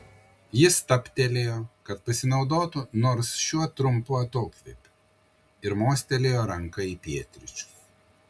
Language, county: Lithuanian, Kaunas